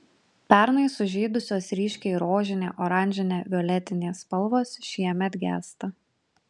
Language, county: Lithuanian, Panevėžys